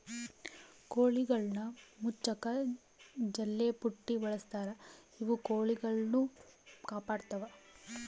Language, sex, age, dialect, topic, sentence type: Kannada, female, 18-24, Central, agriculture, statement